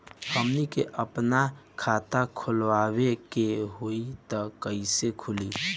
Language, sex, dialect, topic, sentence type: Bhojpuri, male, Southern / Standard, banking, statement